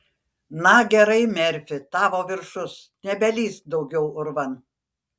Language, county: Lithuanian, Panevėžys